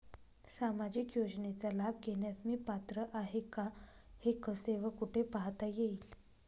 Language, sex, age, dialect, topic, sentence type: Marathi, female, 25-30, Northern Konkan, banking, question